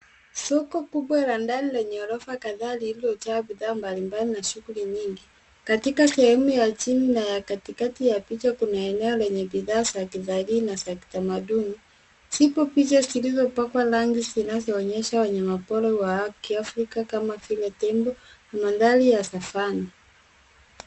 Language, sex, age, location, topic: Swahili, female, 25-35, Nairobi, finance